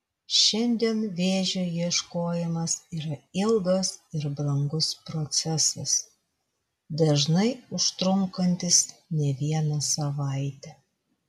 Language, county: Lithuanian, Vilnius